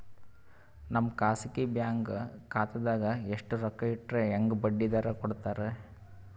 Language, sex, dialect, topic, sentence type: Kannada, male, Northeastern, banking, question